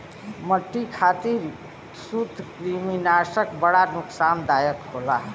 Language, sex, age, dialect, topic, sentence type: Bhojpuri, female, 25-30, Western, agriculture, statement